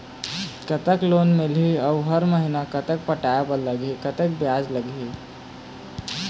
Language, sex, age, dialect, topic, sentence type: Chhattisgarhi, male, 18-24, Eastern, banking, question